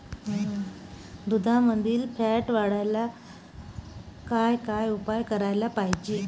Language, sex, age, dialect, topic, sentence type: Marathi, male, 18-24, Varhadi, agriculture, question